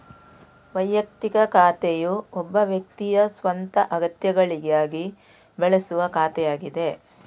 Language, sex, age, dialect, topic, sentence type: Kannada, female, 36-40, Coastal/Dakshin, banking, statement